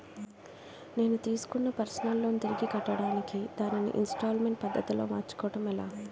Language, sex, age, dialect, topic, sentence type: Telugu, female, 25-30, Utterandhra, banking, question